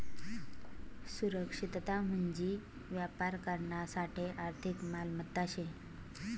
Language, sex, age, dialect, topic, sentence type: Marathi, female, 25-30, Northern Konkan, banking, statement